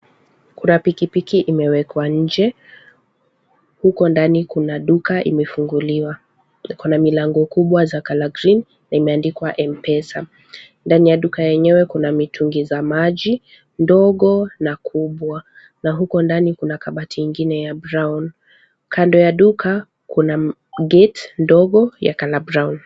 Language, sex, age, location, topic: Swahili, female, 18-24, Kisumu, finance